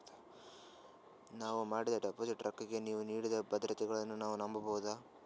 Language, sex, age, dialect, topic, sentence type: Kannada, male, 18-24, Northeastern, banking, question